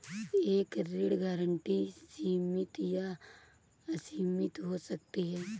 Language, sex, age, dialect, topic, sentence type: Hindi, female, 18-24, Awadhi Bundeli, banking, statement